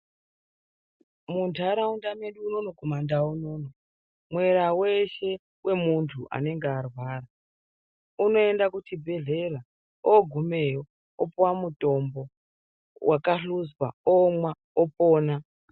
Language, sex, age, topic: Ndau, male, 36-49, health